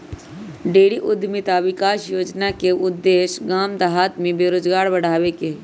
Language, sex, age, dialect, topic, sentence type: Magahi, female, 31-35, Western, agriculture, statement